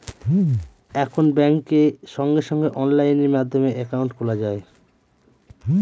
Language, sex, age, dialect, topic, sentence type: Bengali, male, 25-30, Northern/Varendri, banking, statement